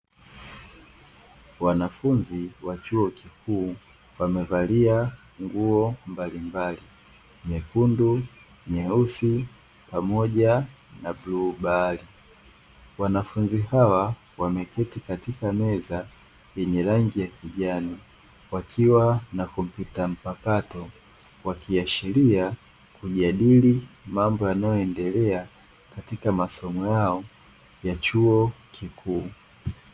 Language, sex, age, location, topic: Swahili, male, 18-24, Dar es Salaam, education